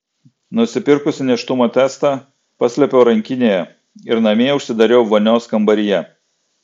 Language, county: Lithuanian, Klaipėda